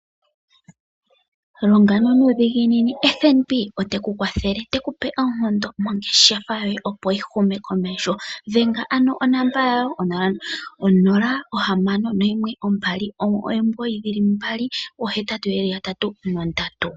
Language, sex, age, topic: Oshiwambo, female, 25-35, finance